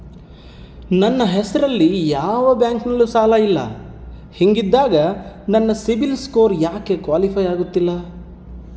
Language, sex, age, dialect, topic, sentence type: Kannada, male, 31-35, Central, banking, question